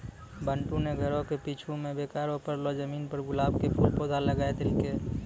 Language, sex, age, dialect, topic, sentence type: Maithili, male, 18-24, Angika, agriculture, statement